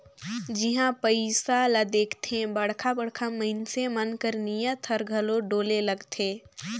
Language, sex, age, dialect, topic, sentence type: Chhattisgarhi, female, 18-24, Northern/Bhandar, banking, statement